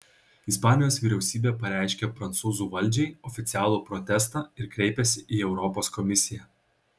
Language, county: Lithuanian, Kaunas